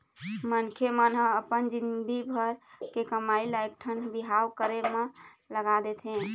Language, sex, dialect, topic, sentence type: Chhattisgarhi, female, Eastern, banking, statement